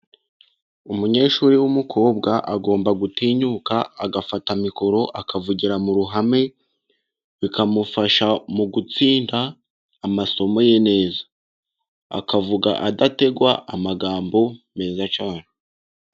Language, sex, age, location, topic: Kinyarwanda, male, 18-24, Musanze, education